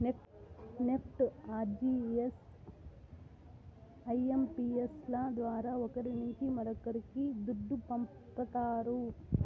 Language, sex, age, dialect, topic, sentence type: Telugu, female, 60-100, Southern, banking, statement